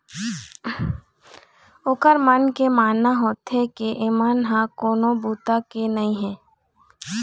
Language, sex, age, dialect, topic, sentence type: Chhattisgarhi, female, 25-30, Eastern, agriculture, statement